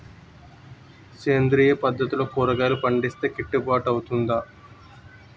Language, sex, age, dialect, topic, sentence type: Telugu, male, 25-30, Utterandhra, agriculture, question